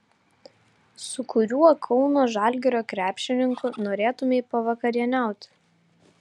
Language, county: Lithuanian, Vilnius